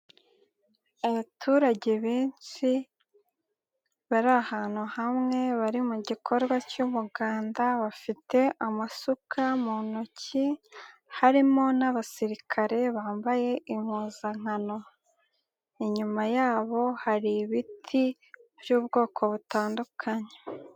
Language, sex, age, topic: Kinyarwanda, female, 18-24, government